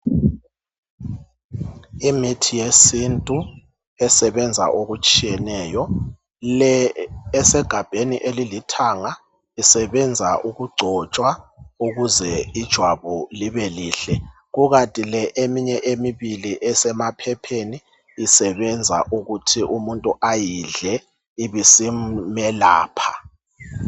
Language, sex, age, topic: North Ndebele, male, 36-49, health